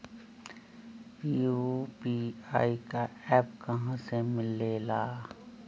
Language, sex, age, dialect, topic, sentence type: Magahi, female, 60-100, Western, banking, question